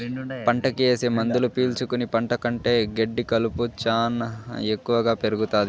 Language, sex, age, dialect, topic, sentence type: Telugu, male, 51-55, Southern, agriculture, statement